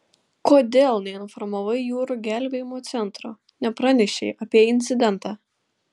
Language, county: Lithuanian, Klaipėda